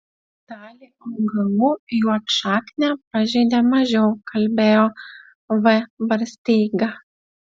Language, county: Lithuanian, Utena